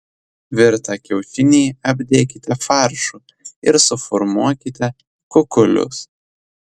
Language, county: Lithuanian, Telšiai